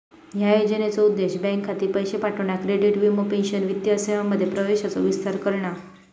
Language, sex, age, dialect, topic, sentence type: Marathi, female, 25-30, Southern Konkan, banking, statement